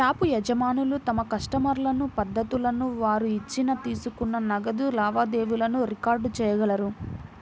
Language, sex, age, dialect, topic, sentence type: Telugu, female, 18-24, Central/Coastal, banking, statement